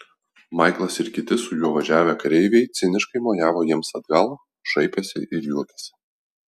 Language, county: Lithuanian, Alytus